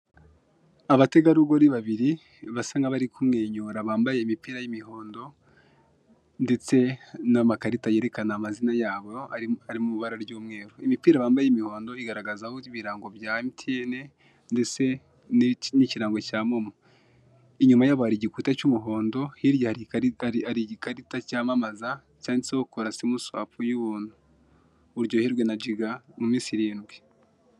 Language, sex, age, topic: Kinyarwanda, male, 25-35, finance